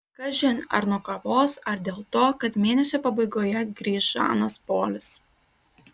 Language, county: Lithuanian, Klaipėda